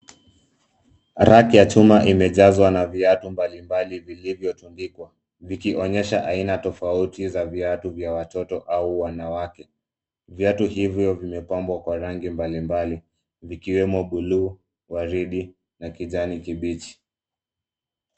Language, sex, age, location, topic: Swahili, male, 25-35, Nairobi, finance